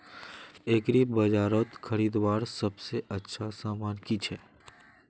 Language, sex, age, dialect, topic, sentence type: Magahi, male, 18-24, Northeastern/Surjapuri, agriculture, question